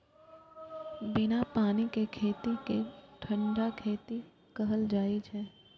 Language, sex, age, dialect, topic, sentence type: Maithili, female, 18-24, Eastern / Thethi, agriculture, statement